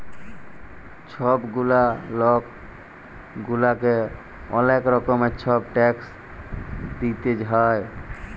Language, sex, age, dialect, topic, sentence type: Bengali, male, 18-24, Jharkhandi, banking, statement